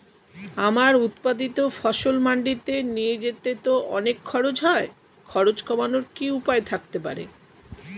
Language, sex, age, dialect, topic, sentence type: Bengali, female, 51-55, Standard Colloquial, agriculture, question